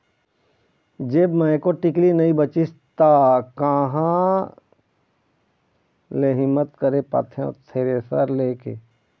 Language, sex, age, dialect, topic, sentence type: Chhattisgarhi, male, 25-30, Eastern, banking, statement